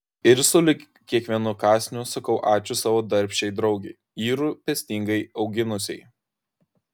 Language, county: Lithuanian, Kaunas